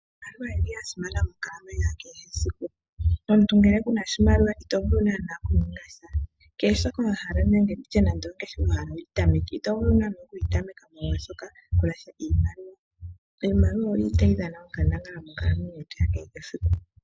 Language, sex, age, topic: Oshiwambo, female, 18-24, finance